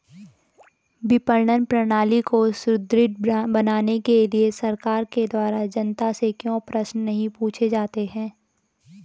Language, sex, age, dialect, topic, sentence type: Hindi, female, 18-24, Garhwali, agriculture, question